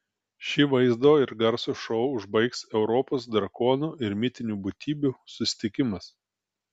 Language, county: Lithuanian, Telšiai